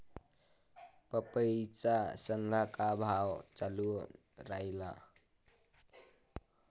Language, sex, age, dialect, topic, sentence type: Marathi, male, 25-30, Varhadi, agriculture, question